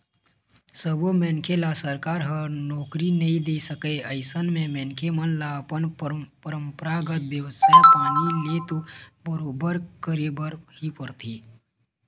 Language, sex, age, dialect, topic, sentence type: Chhattisgarhi, male, 18-24, Eastern, banking, statement